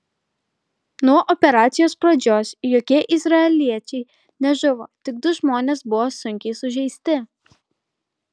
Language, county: Lithuanian, Klaipėda